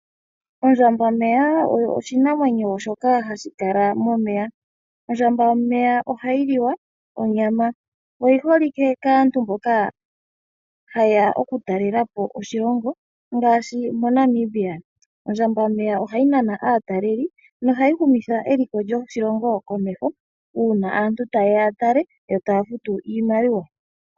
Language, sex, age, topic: Oshiwambo, male, 18-24, agriculture